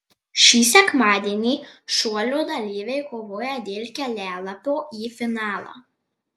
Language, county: Lithuanian, Marijampolė